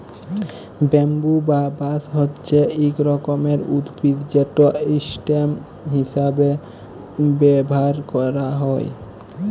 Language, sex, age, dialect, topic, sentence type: Bengali, male, 18-24, Jharkhandi, agriculture, statement